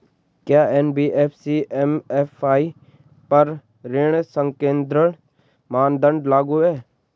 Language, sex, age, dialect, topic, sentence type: Hindi, male, 18-24, Garhwali, banking, question